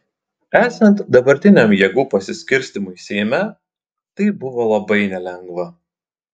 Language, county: Lithuanian, Klaipėda